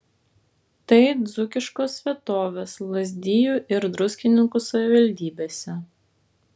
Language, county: Lithuanian, Vilnius